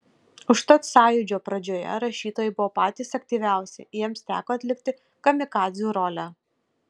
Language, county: Lithuanian, Kaunas